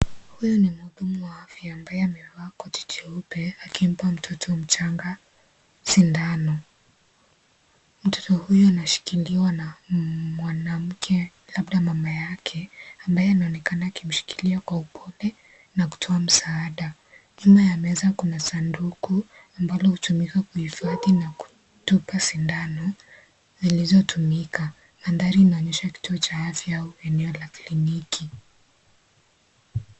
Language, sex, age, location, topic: Swahili, female, 18-24, Kisii, health